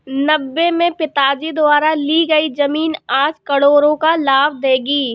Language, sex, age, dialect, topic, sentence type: Hindi, female, 25-30, Awadhi Bundeli, banking, statement